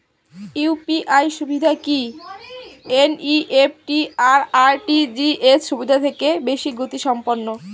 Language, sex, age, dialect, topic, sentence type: Bengali, female, 18-24, Northern/Varendri, banking, question